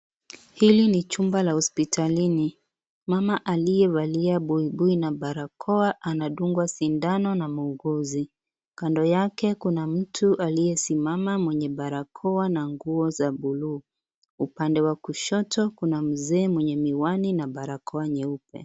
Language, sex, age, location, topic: Swahili, female, 25-35, Kisii, health